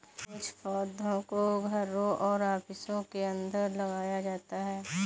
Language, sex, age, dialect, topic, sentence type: Hindi, female, 25-30, Kanauji Braj Bhasha, agriculture, statement